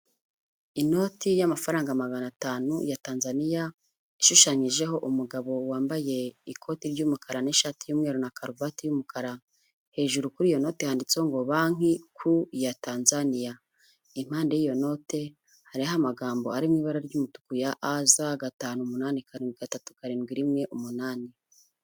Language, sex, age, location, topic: Kinyarwanda, female, 25-35, Huye, finance